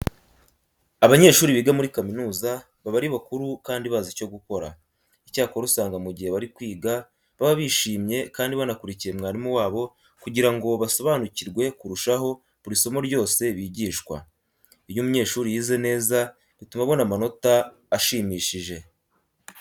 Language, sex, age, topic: Kinyarwanda, male, 18-24, education